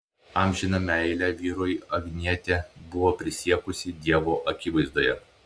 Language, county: Lithuanian, Klaipėda